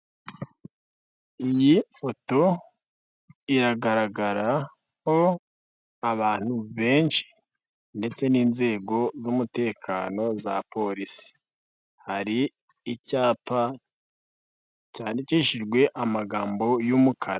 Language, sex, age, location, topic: Kinyarwanda, male, 18-24, Nyagatare, health